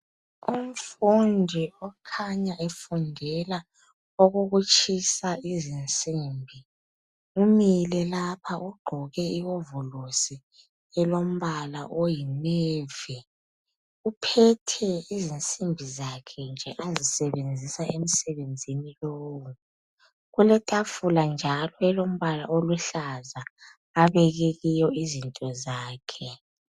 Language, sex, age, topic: North Ndebele, female, 25-35, education